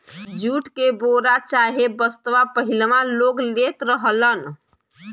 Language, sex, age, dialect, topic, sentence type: Bhojpuri, female, <18, Western, agriculture, statement